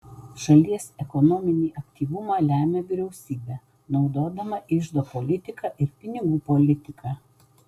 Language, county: Lithuanian, Vilnius